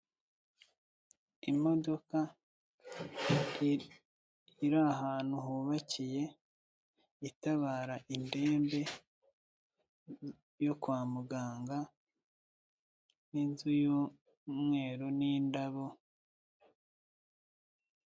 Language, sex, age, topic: Kinyarwanda, male, 25-35, government